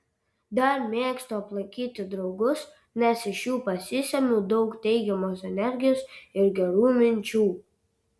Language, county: Lithuanian, Vilnius